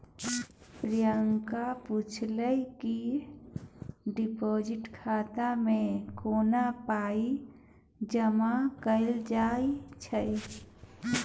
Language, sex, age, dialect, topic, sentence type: Maithili, male, 31-35, Bajjika, banking, statement